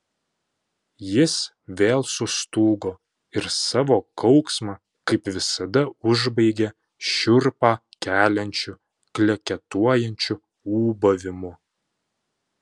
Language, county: Lithuanian, Panevėžys